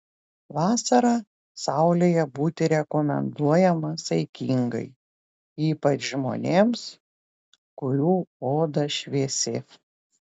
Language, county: Lithuanian, Telšiai